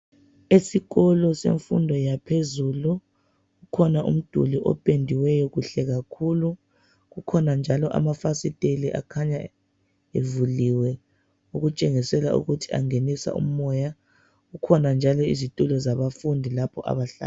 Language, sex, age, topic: North Ndebele, female, 36-49, education